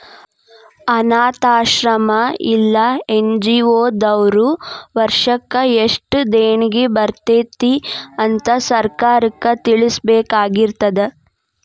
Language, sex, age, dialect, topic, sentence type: Kannada, female, 18-24, Dharwad Kannada, banking, statement